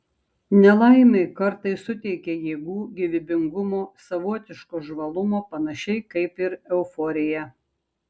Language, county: Lithuanian, Šiauliai